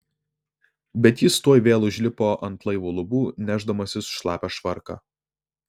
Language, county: Lithuanian, Vilnius